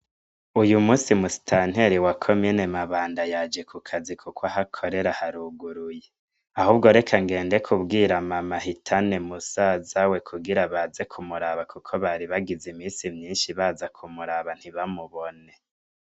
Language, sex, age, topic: Rundi, male, 25-35, education